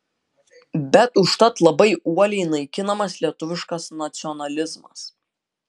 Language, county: Lithuanian, Utena